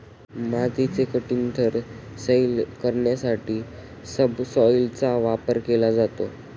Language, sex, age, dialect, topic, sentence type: Marathi, male, 18-24, Standard Marathi, agriculture, statement